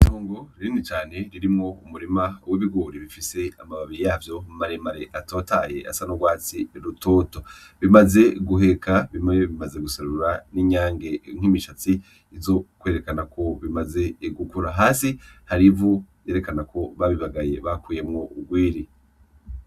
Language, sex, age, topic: Rundi, male, 25-35, agriculture